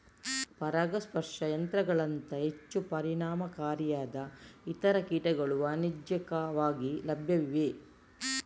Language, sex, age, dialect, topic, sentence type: Kannada, female, 60-100, Coastal/Dakshin, agriculture, statement